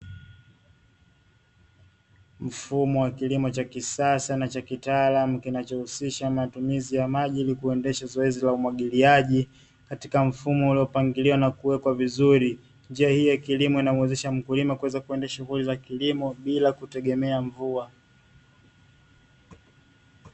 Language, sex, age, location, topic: Swahili, male, 25-35, Dar es Salaam, agriculture